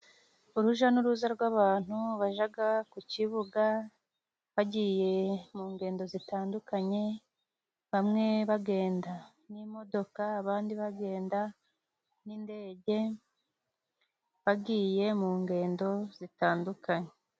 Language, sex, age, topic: Kinyarwanda, female, 25-35, government